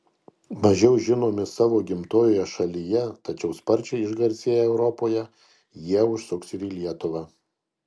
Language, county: Lithuanian, Kaunas